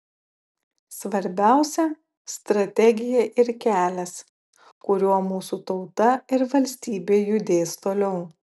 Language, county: Lithuanian, Klaipėda